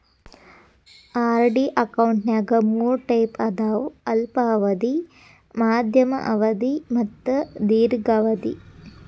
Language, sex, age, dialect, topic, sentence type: Kannada, female, 18-24, Dharwad Kannada, banking, statement